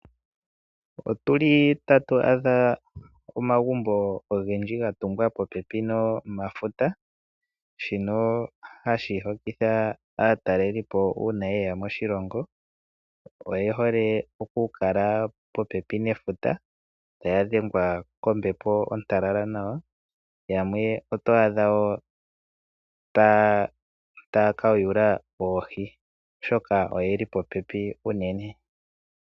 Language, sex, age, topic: Oshiwambo, male, 25-35, agriculture